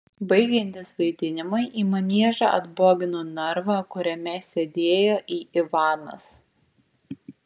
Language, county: Lithuanian, Vilnius